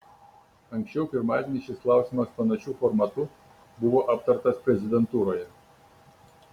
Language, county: Lithuanian, Kaunas